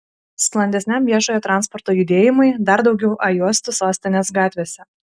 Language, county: Lithuanian, Kaunas